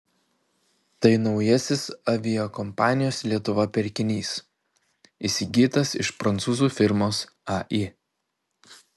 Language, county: Lithuanian, Panevėžys